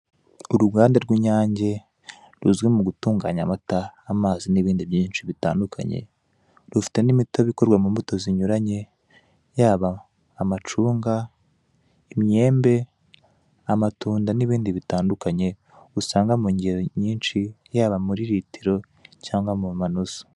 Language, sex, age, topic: Kinyarwanda, male, 18-24, finance